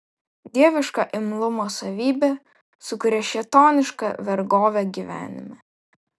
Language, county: Lithuanian, Vilnius